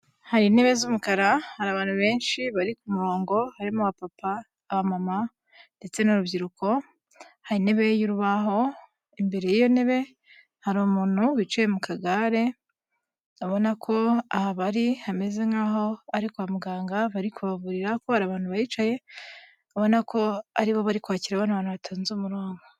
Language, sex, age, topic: Kinyarwanda, female, 18-24, health